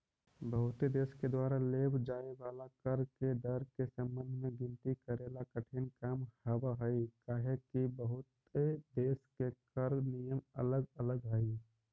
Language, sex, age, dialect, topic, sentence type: Magahi, male, 31-35, Central/Standard, banking, statement